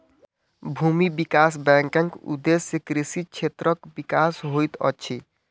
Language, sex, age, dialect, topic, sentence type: Maithili, male, 18-24, Southern/Standard, banking, statement